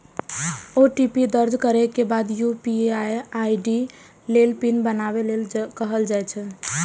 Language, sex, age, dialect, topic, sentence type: Maithili, female, 18-24, Eastern / Thethi, banking, statement